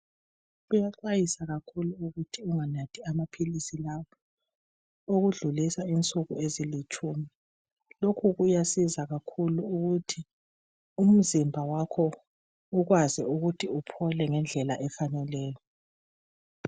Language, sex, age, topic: North Ndebele, female, 36-49, health